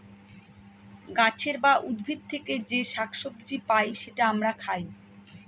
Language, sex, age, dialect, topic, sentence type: Bengali, female, 31-35, Northern/Varendri, agriculture, statement